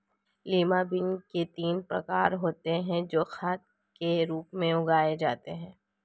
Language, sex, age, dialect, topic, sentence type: Hindi, female, 25-30, Marwari Dhudhari, agriculture, statement